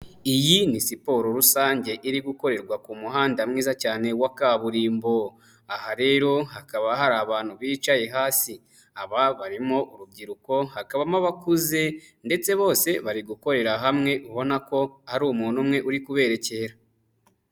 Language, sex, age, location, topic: Kinyarwanda, male, 25-35, Nyagatare, government